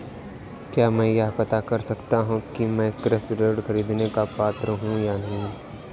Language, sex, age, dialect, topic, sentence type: Hindi, male, 18-24, Awadhi Bundeli, banking, question